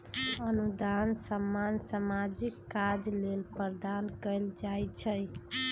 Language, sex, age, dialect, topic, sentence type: Magahi, female, 25-30, Western, banking, statement